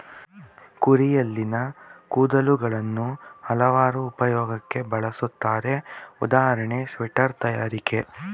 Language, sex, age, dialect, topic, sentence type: Kannada, male, 18-24, Mysore Kannada, agriculture, statement